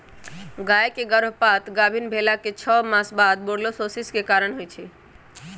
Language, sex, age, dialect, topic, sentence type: Magahi, male, 18-24, Western, agriculture, statement